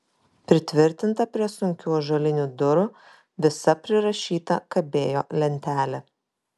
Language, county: Lithuanian, Kaunas